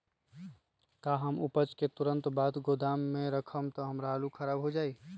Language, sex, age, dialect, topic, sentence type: Magahi, male, 25-30, Western, agriculture, question